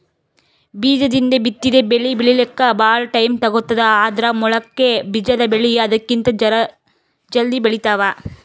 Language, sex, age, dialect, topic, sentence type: Kannada, female, 18-24, Northeastern, agriculture, statement